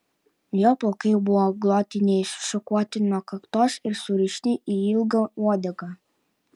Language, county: Lithuanian, Utena